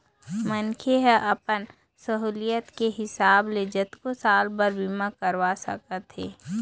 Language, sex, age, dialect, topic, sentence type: Chhattisgarhi, female, 25-30, Eastern, banking, statement